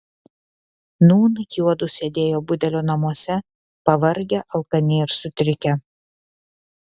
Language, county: Lithuanian, Kaunas